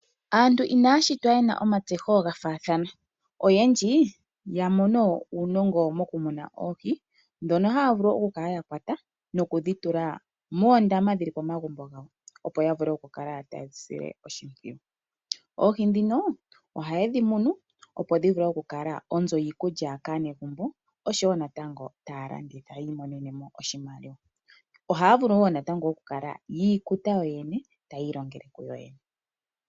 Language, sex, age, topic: Oshiwambo, female, 25-35, agriculture